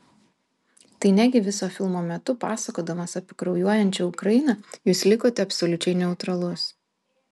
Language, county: Lithuanian, Vilnius